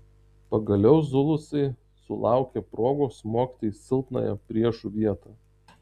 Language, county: Lithuanian, Tauragė